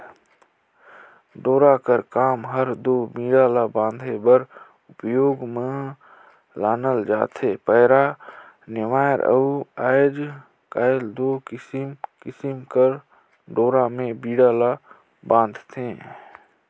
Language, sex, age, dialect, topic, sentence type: Chhattisgarhi, male, 31-35, Northern/Bhandar, agriculture, statement